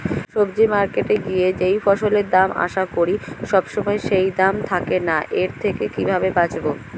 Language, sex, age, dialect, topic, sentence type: Bengali, female, 18-24, Standard Colloquial, agriculture, question